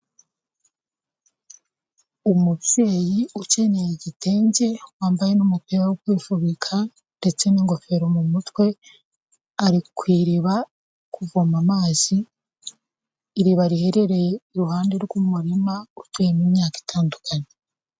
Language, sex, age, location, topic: Kinyarwanda, female, 25-35, Kigali, health